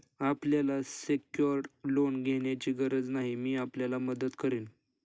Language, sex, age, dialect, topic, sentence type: Marathi, male, 25-30, Standard Marathi, banking, statement